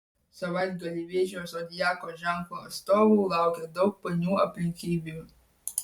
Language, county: Lithuanian, Vilnius